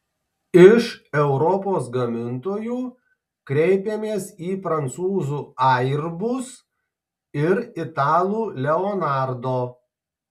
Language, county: Lithuanian, Tauragė